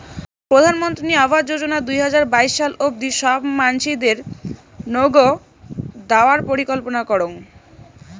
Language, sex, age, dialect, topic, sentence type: Bengali, female, 18-24, Rajbangshi, banking, statement